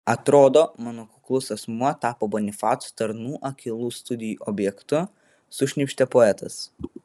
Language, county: Lithuanian, Vilnius